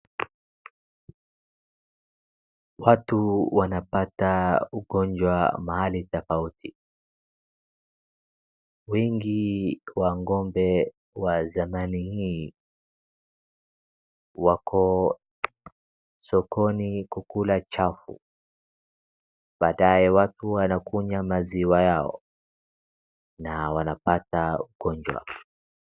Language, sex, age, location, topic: Swahili, male, 36-49, Wajir, agriculture